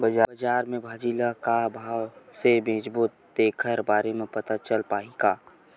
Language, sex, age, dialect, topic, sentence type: Chhattisgarhi, male, 18-24, Western/Budati/Khatahi, agriculture, question